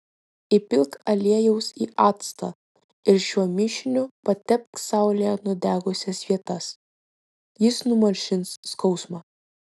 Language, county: Lithuanian, Vilnius